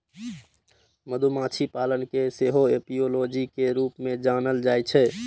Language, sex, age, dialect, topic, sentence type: Maithili, male, 18-24, Eastern / Thethi, agriculture, statement